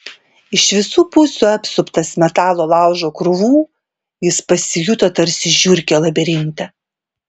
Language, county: Lithuanian, Vilnius